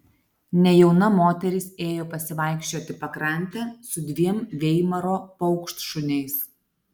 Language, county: Lithuanian, Alytus